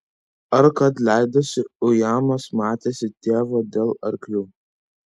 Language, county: Lithuanian, Vilnius